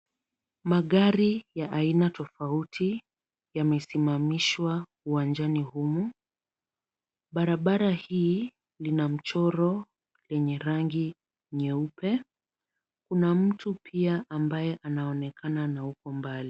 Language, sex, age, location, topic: Swahili, female, 25-35, Kisumu, finance